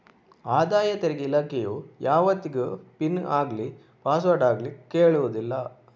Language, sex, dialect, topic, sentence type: Kannada, male, Coastal/Dakshin, banking, statement